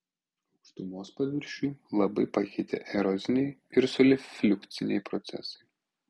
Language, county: Lithuanian, Kaunas